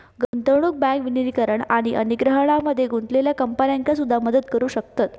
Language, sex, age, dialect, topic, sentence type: Marathi, female, 18-24, Southern Konkan, banking, statement